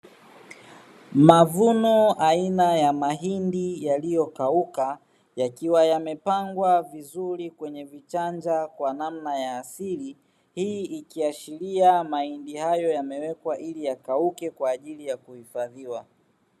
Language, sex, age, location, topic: Swahili, male, 36-49, Dar es Salaam, agriculture